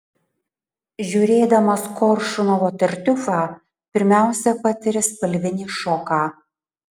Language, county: Lithuanian, Panevėžys